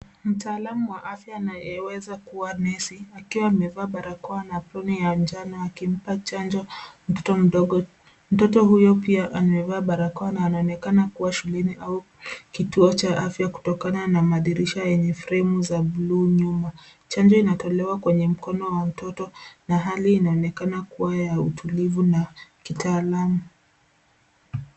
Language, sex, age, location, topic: Swahili, female, 25-35, Nairobi, health